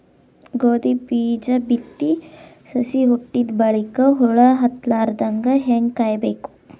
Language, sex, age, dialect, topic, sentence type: Kannada, female, 18-24, Northeastern, agriculture, question